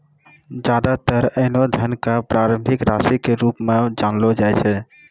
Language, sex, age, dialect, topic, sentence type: Maithili, male, 18-24, Angika, banking, statement